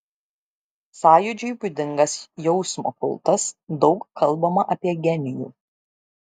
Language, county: Lithuanian, Šiauliai